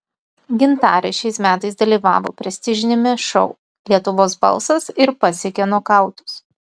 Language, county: Lithuanian, Utena